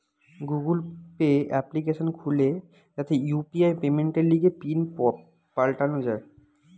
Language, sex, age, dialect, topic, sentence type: Bengali, male, 18-24, Western, banking, statement